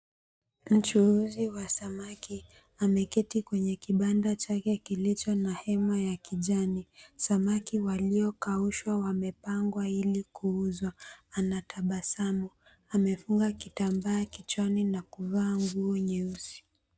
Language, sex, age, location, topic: Swahili, female, 18-24, Mombasa, agriculture